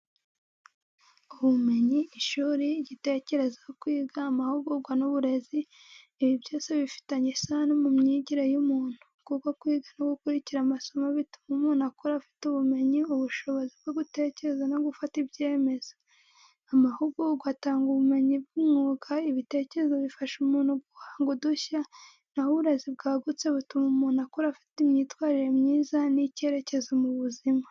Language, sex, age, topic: Kinyarwanda, female, 18-24, education